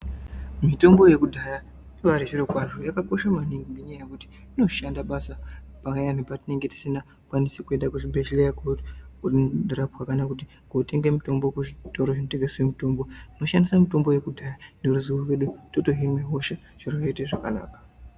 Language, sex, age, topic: Ndau, female, 18-24, health